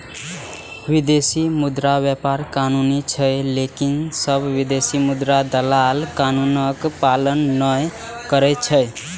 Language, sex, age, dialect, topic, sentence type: Maithili, male, 18-24, Eastern / Thethi, banking, statement